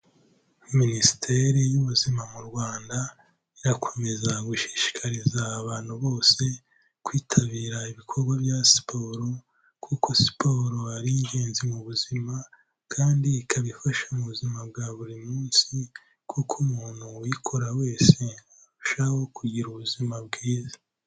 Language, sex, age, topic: Kinyarwanda, male, 18-24, health